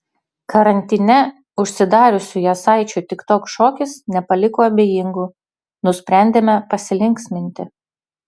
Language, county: Lithuanian, Utena